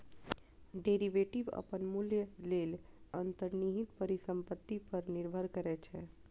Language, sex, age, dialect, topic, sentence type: Maithili, female, 31-35, Eastern / Thethi, banking, statement